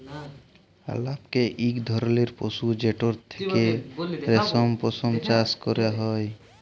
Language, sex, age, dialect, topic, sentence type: Bengali, male, 18-24, Jharkhandi, agriculture, statement